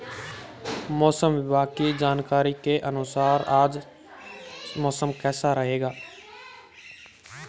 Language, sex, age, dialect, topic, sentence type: Hindi, male, 18-24, Marwari Dhudhari, agriculture, question